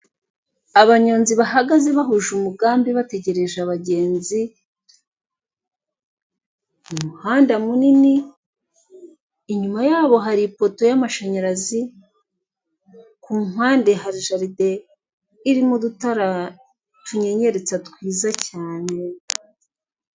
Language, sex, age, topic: Kinyarwanda, female, 36-49, government